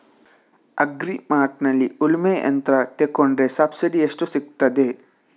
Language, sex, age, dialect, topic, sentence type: Kannada, male, 18-24, Coastal/Dakshin, agriculture, question